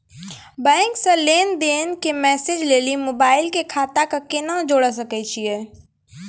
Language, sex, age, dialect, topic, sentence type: Maithili, female, 25-30, Angika, banking, question